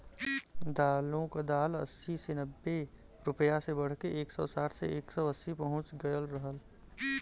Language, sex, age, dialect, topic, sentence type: Bhojpuri, male, 31-35, Western, agriculture, statement